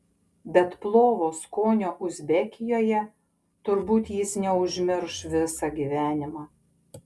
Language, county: Lithuanian, Panevėžys